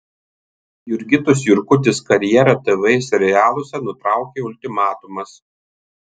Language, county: Lithuanian, Tauragė